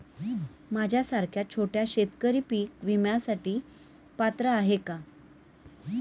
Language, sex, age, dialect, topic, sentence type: Marathi, female, 31-35, Standard Marathi, agriculture, question